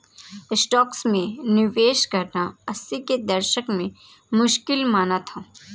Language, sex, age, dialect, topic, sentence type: Hindi, female, 18-24, Kanauji Braj Bhasha, banking, statement